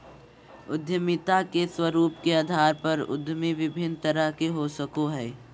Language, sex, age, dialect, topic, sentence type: Magahi, female, 18-24, Southern, banking, statement